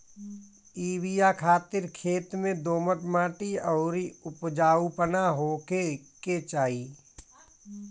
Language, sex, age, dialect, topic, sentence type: Bhojpuri, male, 41-45, Northern, agriculture, statement